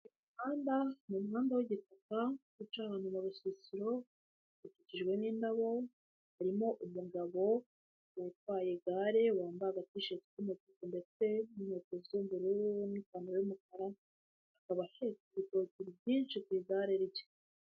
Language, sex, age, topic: Kinyarwanda, female, 18-24, finance